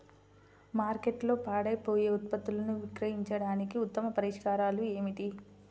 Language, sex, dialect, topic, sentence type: Telugu, female, Central/Coastal, agriculture, statement